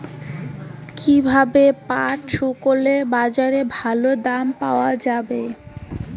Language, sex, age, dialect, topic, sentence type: Bengali, female, 18-24, Rajbangshi, agriculture, question